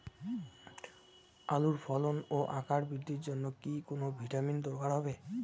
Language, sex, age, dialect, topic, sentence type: Bengali, male, <18, Rajbangshi, agriculture, question